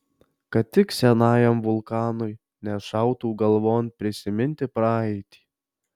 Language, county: Lithuanian, Alytus